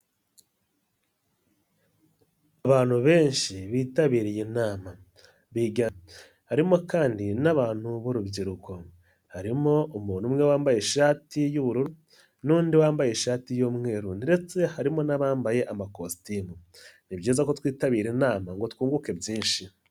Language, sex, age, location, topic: Kinyarwanda, male, 25-35, Nyagatare, government